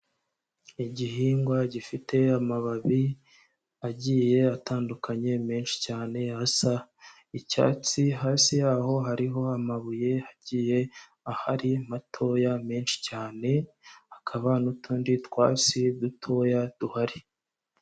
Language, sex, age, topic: Kinyarwanda, male, 25-35, health